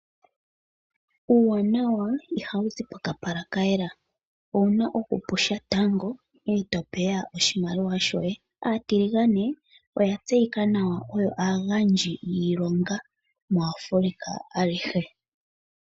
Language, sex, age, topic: Oshiwambo, female, 25-35, finance